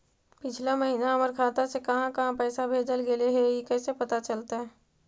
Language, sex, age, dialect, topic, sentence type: Magahi, female, 56-60, Central/Standard, banking, question